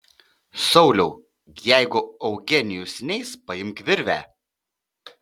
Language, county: Lithuanian, Panevėžys